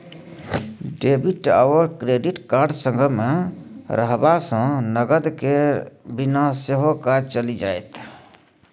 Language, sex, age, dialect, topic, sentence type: Maithili, male, 31-35, Bajjika, banking, statement